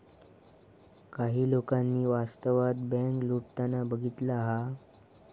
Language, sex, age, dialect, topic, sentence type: Marathi, male, 18-24, Southern Konkan, banking, statement